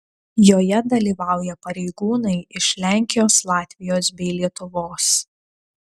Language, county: Lithuanian, Telšiai